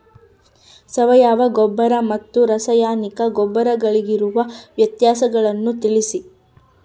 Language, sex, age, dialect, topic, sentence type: Kannada, female, 31-35, Central, agriculture, question